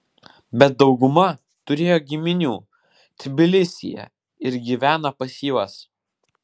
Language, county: Lithuanian, Vilnius